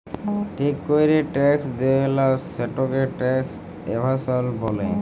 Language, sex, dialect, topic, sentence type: Bengali, male, Jharkhandi, banking, statement